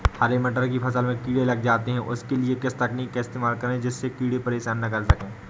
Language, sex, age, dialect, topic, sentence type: Hindi, male, 18-24, Awadhi Bundeli, agriculture, question